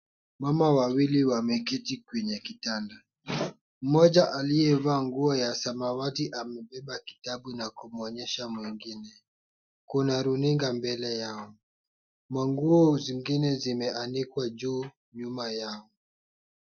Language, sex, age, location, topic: Swahili, male, 18-24, Kisumu, health